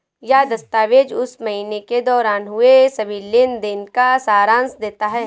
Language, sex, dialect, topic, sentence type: Hindi, female, Marwari Dhudhari, banking, statement